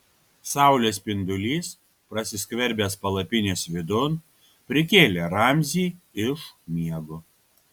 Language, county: Lithuanian, Kaunas